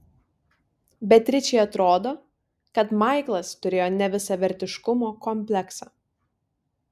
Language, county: Lithuanian, Vilnius